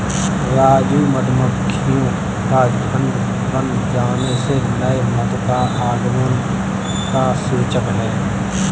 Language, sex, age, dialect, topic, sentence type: Hindi, male, 25-30, Kanauji Braj Bhasha, agriculture, statement